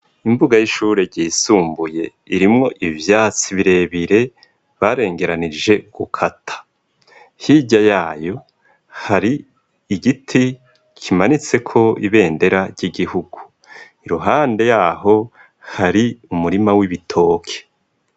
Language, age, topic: Rundi, 25-35, education